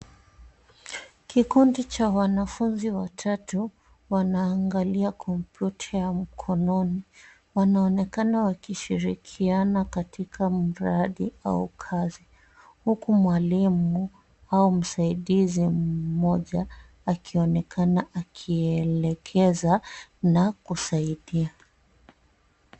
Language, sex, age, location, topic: Swahili, female, 25-35, Nairobi, education